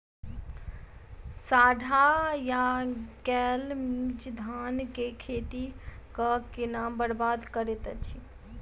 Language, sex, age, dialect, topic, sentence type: Maithili, female, 18-24, Southern/Standard, agriculture, question